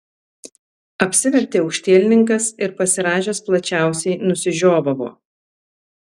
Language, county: Lithuanian, Alytus